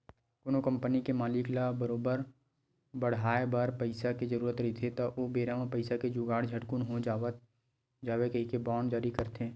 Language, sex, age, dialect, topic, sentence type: Chhattisgarhi, male, 18-24, Western/Budati/Khatahi, banking, statement